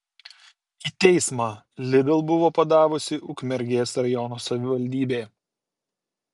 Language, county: Lithuanian, Utena